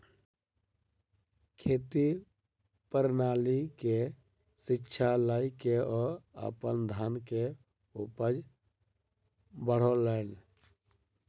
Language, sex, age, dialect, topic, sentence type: Maithili, male, 18-24, Southern/Standard, agriculture, statement